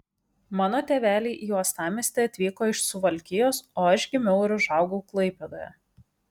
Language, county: Lithuanian, Šiauliai